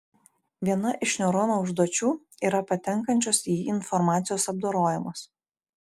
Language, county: Lithuanian, Šiauliai